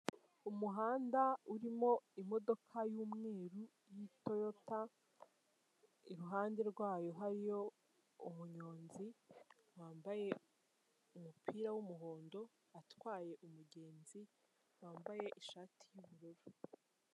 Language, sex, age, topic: Kinyarwanda, female, 18-24, government